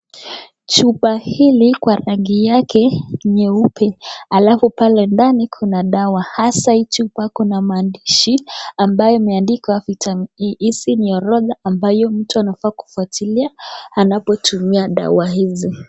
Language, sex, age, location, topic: Swahili, female, 18-24, Nakuru, health